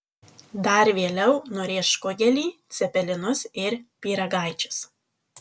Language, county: Lithuanian, Alytus